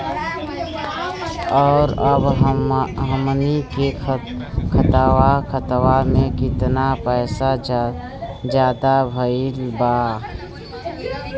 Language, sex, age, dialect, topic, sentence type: Bhojpuri, female, 18-24, Western, banking, question